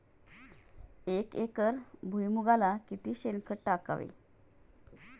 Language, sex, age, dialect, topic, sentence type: Marathi, female, 36-40, Standard Marathi, agriculture, question